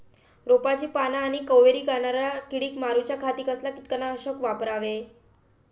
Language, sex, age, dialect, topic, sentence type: Marathi, female, 18-24, Southern Konkan, agriculture, question